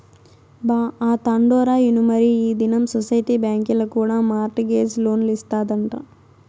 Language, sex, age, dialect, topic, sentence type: Telugu, female, 18-24, Southern, banking, statement